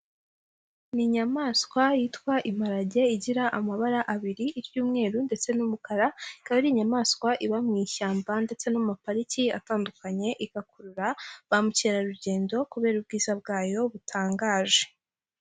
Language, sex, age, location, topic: Kinyarwanda, female, 18-24, Huye, agriculture